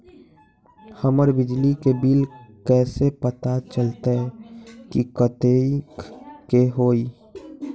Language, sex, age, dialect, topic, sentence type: Magahi, male, 18-24, Western, banking, question